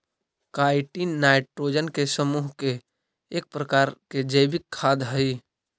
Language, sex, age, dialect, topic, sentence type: Magahi, male, 31-35, Central/Standard, agriculture, statement